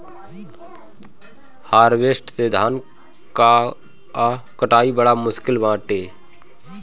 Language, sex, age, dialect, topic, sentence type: Bhojpuri, male, 25-30, Northern, agriculture, statement